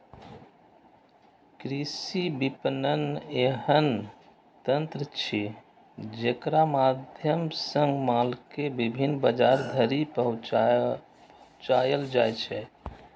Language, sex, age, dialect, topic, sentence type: Maithili, male, 18-24, Eastern / Thethi, agriculture, statement